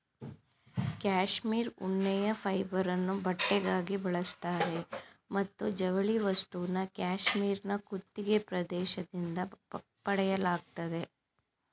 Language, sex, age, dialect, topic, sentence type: Kannada, female, 36-40, Mysore Kannada, agriculture, statement